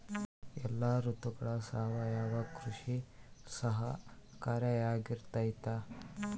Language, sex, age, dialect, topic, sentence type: Kannada, male, 18-24, Central, agriculture, question